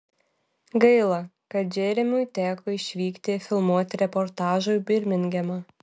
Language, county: Lithuanian, Vilnius